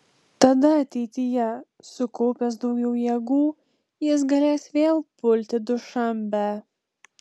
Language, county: Lithuanian, Telšiai